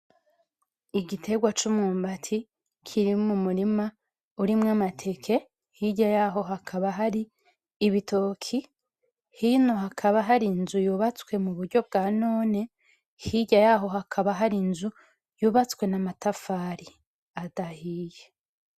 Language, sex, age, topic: Rundi, female, 25-35, agriculture